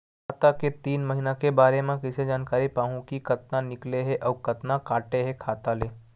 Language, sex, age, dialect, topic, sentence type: Chhattisgarhi, male, 18-24, Western/Budati/Khatahi, banking, question